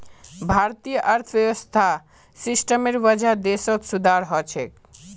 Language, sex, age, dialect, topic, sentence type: Magahi, male, 18-24, Northeastern/Surjapuri, banking, statement